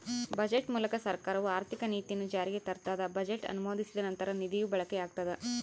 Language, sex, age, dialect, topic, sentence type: Kannada, female, 25-30, Central, banking, statement